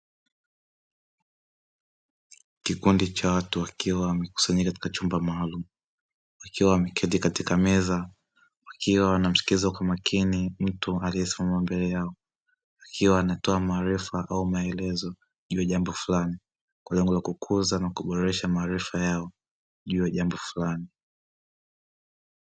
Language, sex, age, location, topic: Swahili, male, 25-35, Dar es Salaam, education